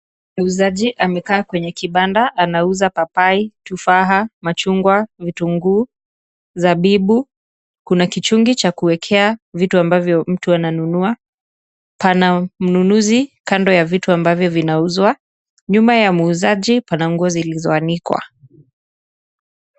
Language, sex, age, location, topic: Swahili, female, 18-24, Kisumu, finance